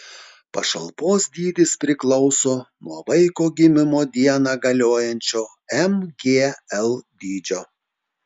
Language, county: Lithuanian, Telšiai